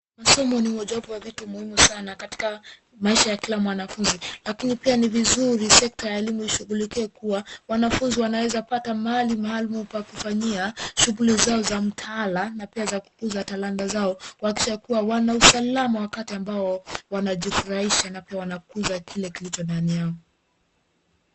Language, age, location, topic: Swahili, 25-35, Nairobi, education